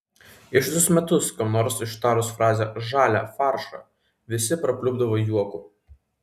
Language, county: Lithuanian, Vilnius